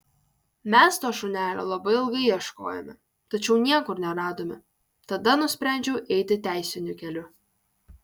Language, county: Lithuanian, Kaunas